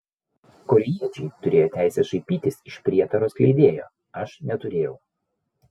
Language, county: Lithuanian, Vilnius